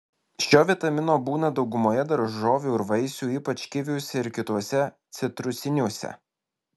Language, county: Lithuanian, Alytus